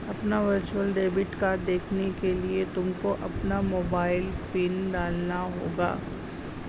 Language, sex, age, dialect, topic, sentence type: Hindi, female, 36-40, Hindustani Malvi Khadi Boli, banking, statement